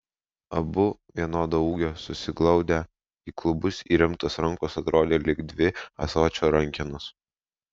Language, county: Lithuanian, Vilnius